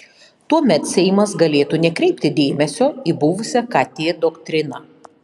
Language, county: Lithuanian, Panevėžys